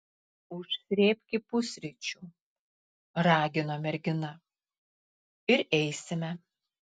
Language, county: Lithuanian, Klaipėda